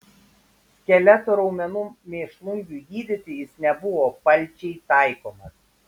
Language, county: Lithuanian, Šiauliai